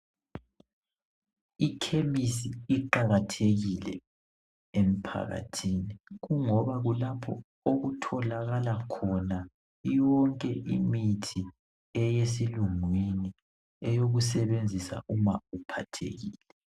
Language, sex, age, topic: North Ndebele, male, 18-24, health